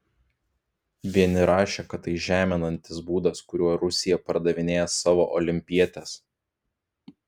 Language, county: Lithuanian, Klaipėda